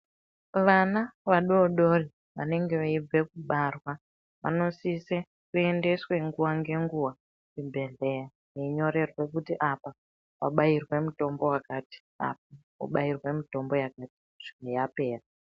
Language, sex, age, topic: Ndau, female, 18-24, health